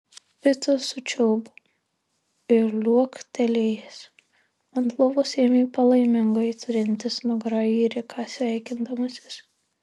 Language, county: Lithuanian, Marijampolė